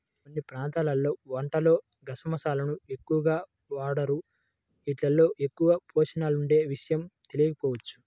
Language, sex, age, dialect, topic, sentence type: Telugu, male, 25-30, Central/Coastal, agriculture, statement